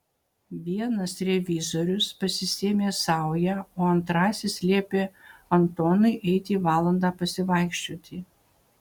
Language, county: Lithuanian, Utena